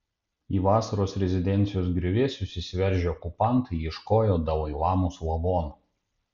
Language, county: Lithuanian, Panevėžys